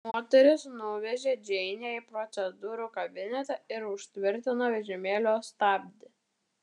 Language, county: Lithuanian, Vilnius